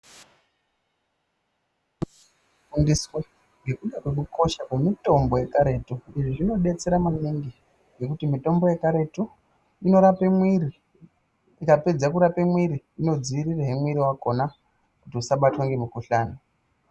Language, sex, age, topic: Ndau, male, 18-24, health